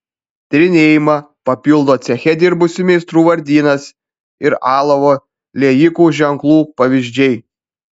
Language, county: Lithuanian, Panevėžys